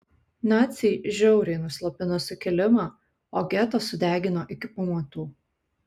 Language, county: Lithuanian, Kaunas